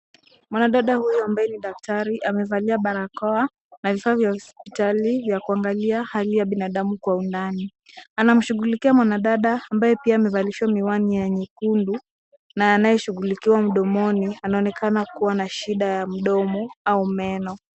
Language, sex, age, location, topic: Swahili, female, 18-24, Kisumu, health